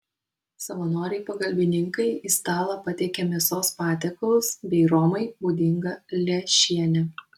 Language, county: Lithuanian, Kaunas